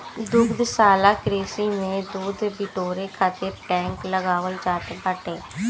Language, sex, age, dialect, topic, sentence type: Bhojpuri, female, 25-30, Northern, agriculture, statement